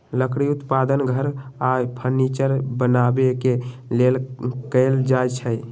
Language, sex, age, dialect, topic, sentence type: Magahi, male, 18-24, Western, agriculture, statement